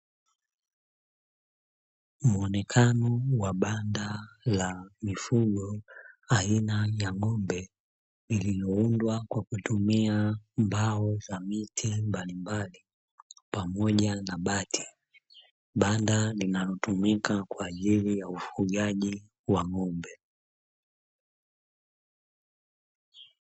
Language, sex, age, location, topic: Swahili, male, 25-35, Dar es Salaam, agriculture